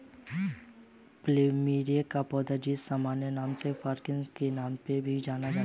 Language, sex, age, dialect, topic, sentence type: Hindi, male, 18-24, Hindustani Malvi Khadi Boli, agriculture, statement